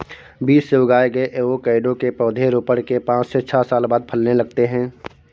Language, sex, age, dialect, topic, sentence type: Hindi, male, 46-50, Awadhi Bundeli, agriculture, statement